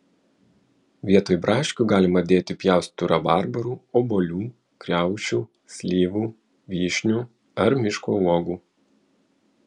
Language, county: Lithuanian, Vilnius